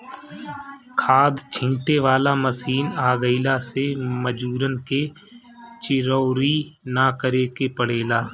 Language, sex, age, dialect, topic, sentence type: Bhojpuri, male, 25-30, Northern, agriculture, statement